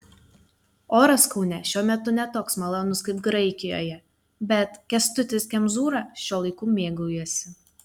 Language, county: Lithuanian, Telšiai